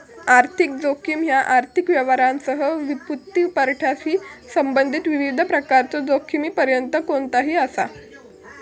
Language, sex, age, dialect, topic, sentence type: Marathi, female, 18-24, Southern Konkan, banking, statement